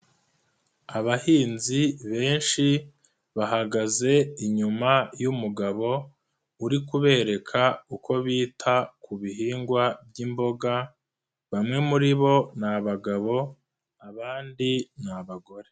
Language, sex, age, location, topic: Kinyarwanda, male, 25-35, Nyagatare, agriculture